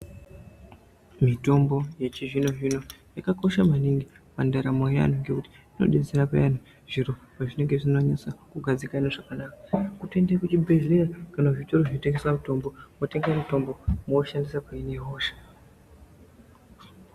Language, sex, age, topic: Ndau, female, 18-24, health